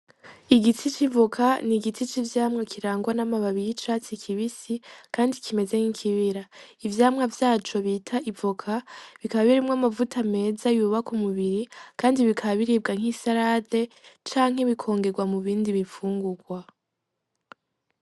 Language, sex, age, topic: Rundi, female, 18-24, agriculture